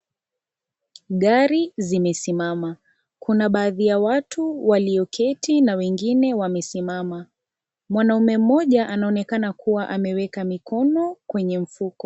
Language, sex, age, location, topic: Swahili, female, 25-35, Kisii, finance